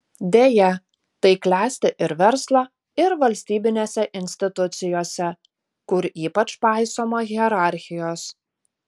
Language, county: Lithuanian, Utena